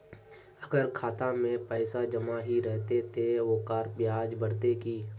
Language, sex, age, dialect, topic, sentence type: Magahi, male, 56-60, Northeastern/Surjapuri, banking, question